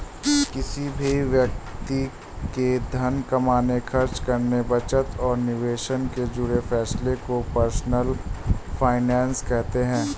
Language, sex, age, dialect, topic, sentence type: Hindi, male, 18-24, Awadhi Bundeli, banking, statement